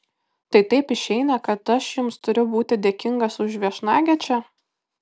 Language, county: Lithuanian, Kaunas